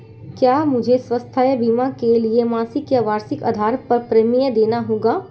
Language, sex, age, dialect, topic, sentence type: Hindi, female, 18-24, Marwari Dhudhari, banking, question